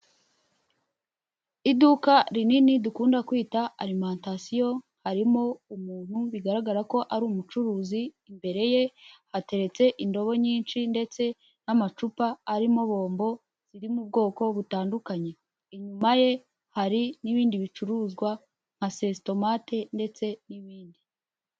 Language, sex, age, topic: Kinyarwanda, female, 18-24, finance